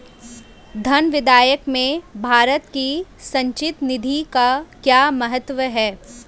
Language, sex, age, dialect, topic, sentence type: Hindi, female, 25-30, Hindustani Malvi Khadi Boli, banking, statement